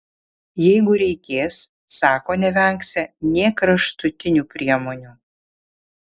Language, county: Lithuanian, Vilnius